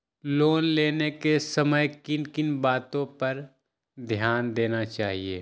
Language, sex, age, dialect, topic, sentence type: Magahi, male, 60-100, Western, banking, question